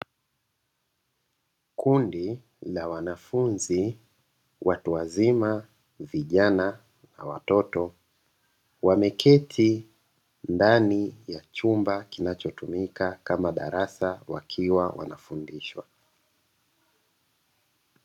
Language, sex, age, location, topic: Swahili, male, 36-49, Dar es Salaam, education